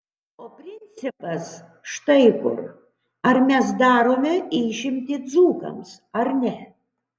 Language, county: Lithuanian, Panevėžys